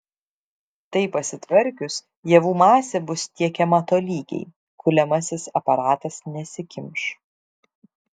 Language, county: Lithuanian, Šiauliai